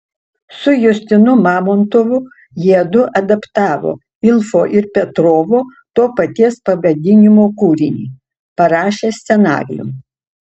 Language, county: Lithuanian, Utena